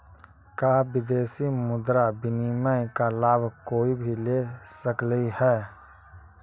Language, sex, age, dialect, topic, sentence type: Magahi, male, 18-24, Central/Standard, agriculture, statement